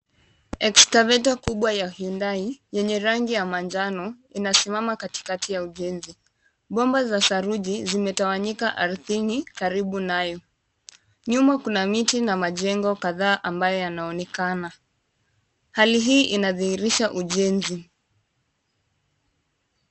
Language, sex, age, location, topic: Swahili, female, 18-24, Kisumu, government